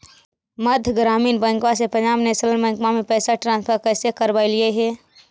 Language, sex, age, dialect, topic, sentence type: Magahi, male, 60-100, Central/Standard, banking, question